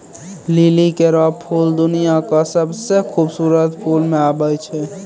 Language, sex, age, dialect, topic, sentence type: Maithili, male, 18-24, Angika, agriculture, statement